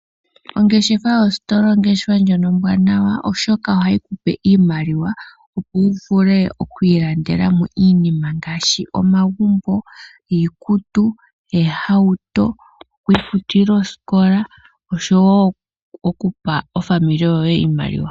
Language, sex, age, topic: Oshiwambo, female, 18-24, finance